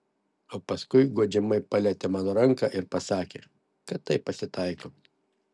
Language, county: Lithuanian, Šiauliai